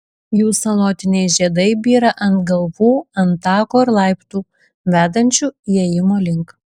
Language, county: Lithuanian, Šiauliai